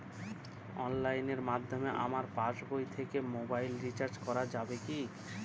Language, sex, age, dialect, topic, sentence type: Bengali, male, 36-40, Northern/Varendri, banking, question